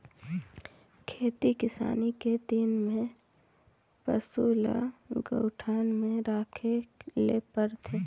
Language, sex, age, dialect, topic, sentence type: Chhattisgarhi, female, 25-30, Northern/Bhandar, agriculture, statement